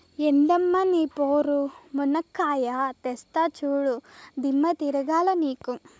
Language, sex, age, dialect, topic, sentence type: Telugu, female, 18-24, Southern, agriculture, statement